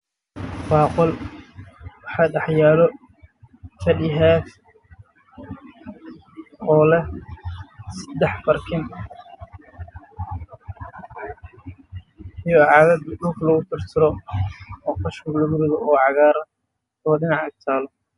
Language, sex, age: Somali, male, 18-24